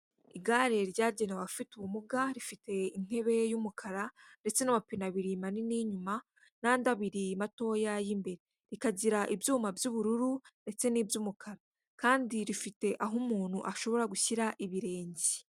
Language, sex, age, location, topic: Kinyarwanda, female, 18-24, Kigali, health